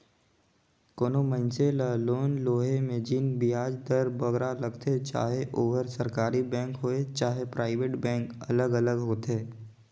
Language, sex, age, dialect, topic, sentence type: Chhattisgarhi, male, 18-24, Northern/Bhandar, banking, statement